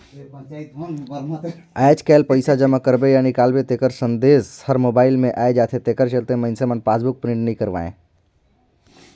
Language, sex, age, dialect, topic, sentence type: Chhattisgarhi, male, 18-24, Northern/Bhandar, banking, statement